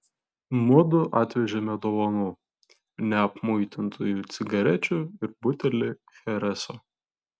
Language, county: Lithuanian, Vilnius